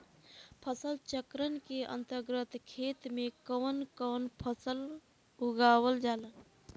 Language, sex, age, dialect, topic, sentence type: Bhojpuri, female, 18-24, Southern / Standard, agriculture, question